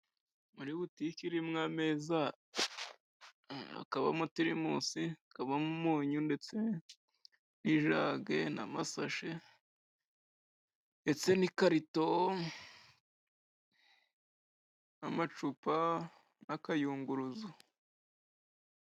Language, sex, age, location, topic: Kinyarwanda, male, 25-35, Musanze, finance